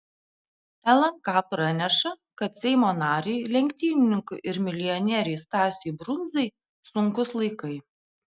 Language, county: Lithuanian, Panevėžys